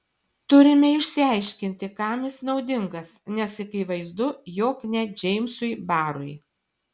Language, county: Lithuanian, Šiauliai